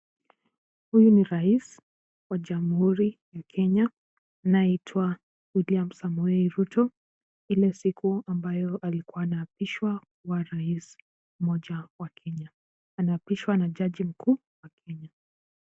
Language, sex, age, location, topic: Swahili, female, 18-24, Kisumu, government